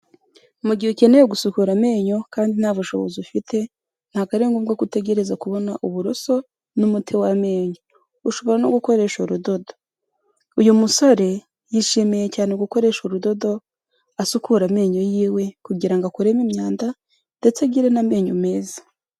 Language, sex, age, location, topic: Kinyarwanda, female, 18-24, Kigali, health